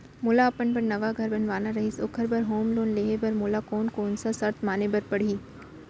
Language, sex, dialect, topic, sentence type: Chhattisgarhi, female, Central, banking, question